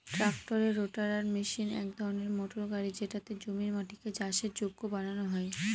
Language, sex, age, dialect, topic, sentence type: Bengali, female, 18-24, Northern/Varendri, agriculture, statement